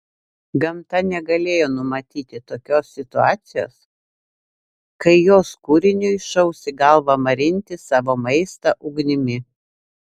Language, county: Lithuanian, Šiauliai